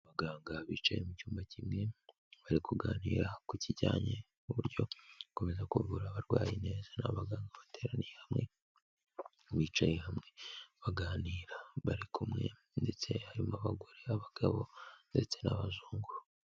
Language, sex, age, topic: Kinyarwanda, male, 18-24, health